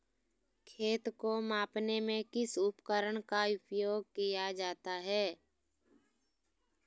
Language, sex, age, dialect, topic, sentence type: Magahi, female, 60-100, Southern, agriculture, question